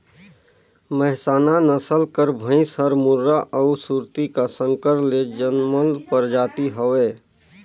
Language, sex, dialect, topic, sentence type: Chhattisgarhi, male, Northern/Bhandar, agriculture, statement